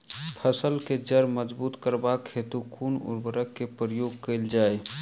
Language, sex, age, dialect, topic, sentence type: Maithili, male, 31-35, Southern/Standard, agriculture, question